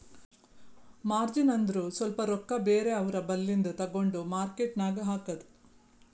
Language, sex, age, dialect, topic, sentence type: Kannada, female, 41-45, Northeastern, banking, statement